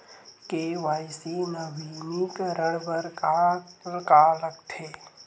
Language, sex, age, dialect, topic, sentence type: Chhattisgarhi, male, 18-24, Western/Budati/Khatahi, banking, question